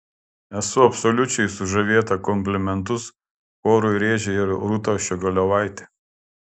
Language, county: Lithuanian, Klaipėda